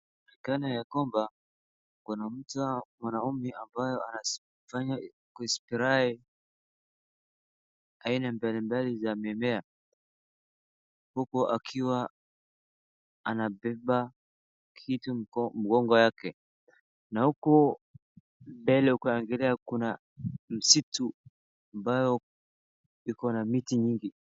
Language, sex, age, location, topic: Swahili, male, 18-24, Wajir, health